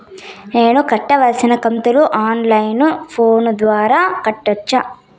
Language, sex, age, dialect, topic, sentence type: Telugu, female, 18-24, Southern, banking, question